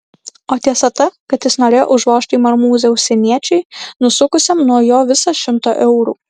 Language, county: Lithuanian, Klaipėda